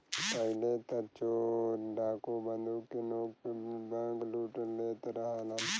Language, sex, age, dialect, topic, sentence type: Bhojpuri, male, 25-30, Western, banking, statement